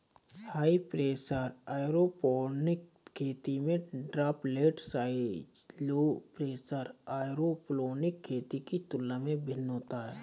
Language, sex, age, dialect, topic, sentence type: Hindi, male, 25-30, Awadhi Bundeli, agriculture, statement